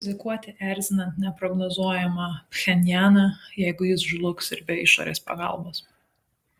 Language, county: Lithuanian, Panevėžys